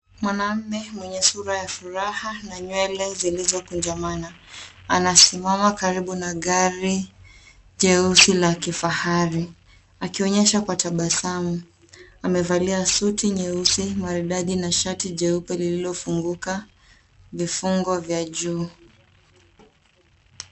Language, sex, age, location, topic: Swahili, female, 18-24, Nairobi, finance